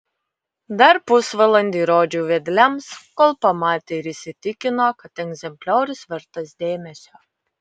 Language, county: Lithuanian, Utena